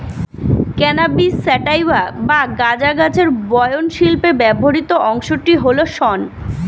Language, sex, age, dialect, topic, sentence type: Bengali, female, 25-30, Standard Colloquial, agriculture, statement